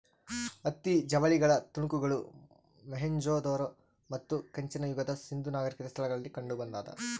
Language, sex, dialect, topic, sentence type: Kannada, male, Central, agriculture, statement